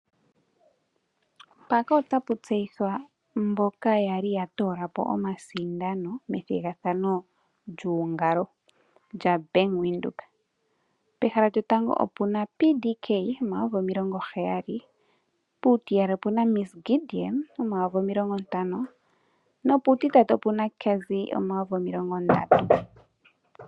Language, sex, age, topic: Oshiwambo, female, 18-24, finance